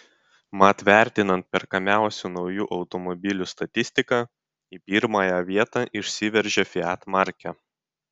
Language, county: Lithuanian, Vilnius